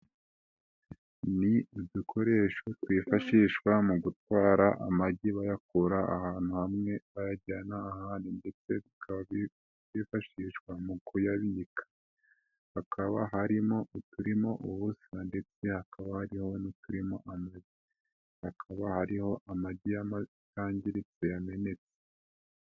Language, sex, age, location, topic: Kinyarwanda, male, 18-24, Nyagatare, finance